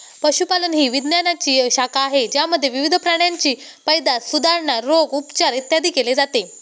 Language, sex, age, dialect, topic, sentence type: Marathi, male, 18-24, Standard Marathi, agriculture, statement